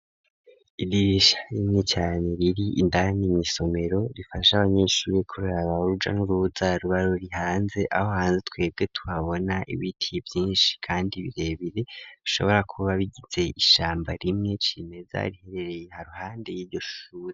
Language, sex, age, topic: Rundi, male, 25-35, education